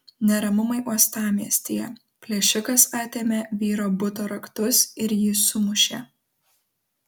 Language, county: Lithuanian, Kaunas